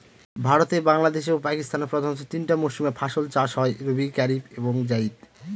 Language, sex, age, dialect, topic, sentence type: Bengali, male, 25-30, Northern/Varendri, agriculture, statement